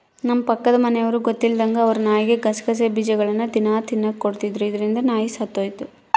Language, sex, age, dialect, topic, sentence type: Kannada, female, 51-55, Central, agriculture, statement